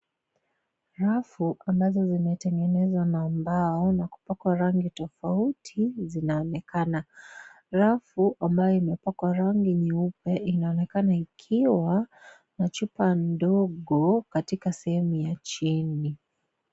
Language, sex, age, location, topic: Swahili, female, 18-24, Kisii, education